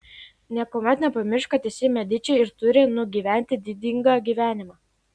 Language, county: Lithuanian, Klaipėda